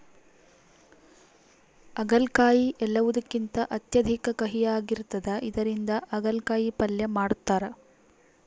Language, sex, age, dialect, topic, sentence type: Kannada, female, 18-24, Central, agriculture, statement